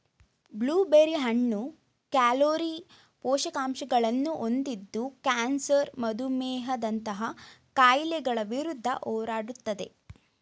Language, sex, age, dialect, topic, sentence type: Kannada, female, 18-24, Mysore Kannada, agriculture, statement